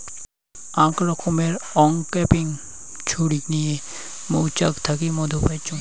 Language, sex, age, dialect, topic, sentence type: Bengali, male, 25-30, Rajbangshi, agriculture, statement